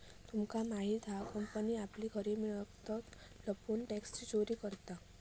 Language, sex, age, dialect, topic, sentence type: Marathi, female, 18-24, Southern Konkan, banking, statement